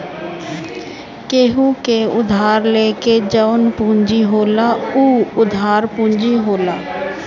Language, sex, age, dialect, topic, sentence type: Bhojpuri, female, 31-35, Northern, banking, statement